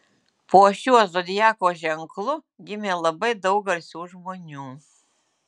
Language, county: Lithuanian, Utena